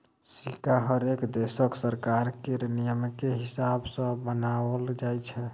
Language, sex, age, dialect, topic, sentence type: Maithili, male, 36-40, Bajjika, banking, statement